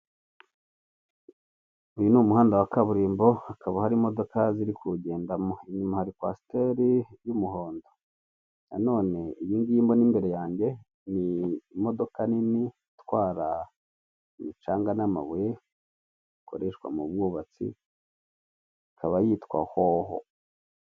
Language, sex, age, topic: Kinyarwanda, male, 25-35, government